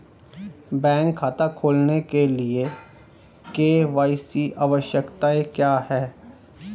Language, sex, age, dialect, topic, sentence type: Hindi, male, 36-40, Hindustani Malvi Khadi Boli, banking, question